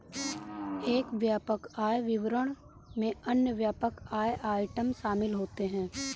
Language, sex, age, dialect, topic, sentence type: Hindi, female, 18-24, Kanauji Braj Bhasha, banking, statement